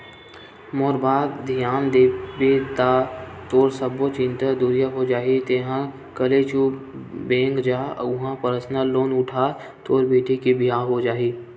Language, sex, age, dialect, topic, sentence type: Chhattisgarhi, male, 18-24, Western/Budati/Khatahi, banking, statement